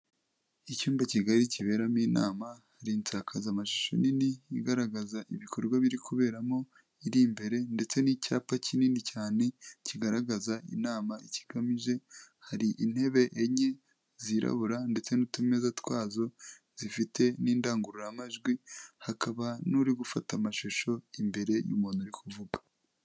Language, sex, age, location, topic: Kinyarwanda, male, 25-35, Kigali, health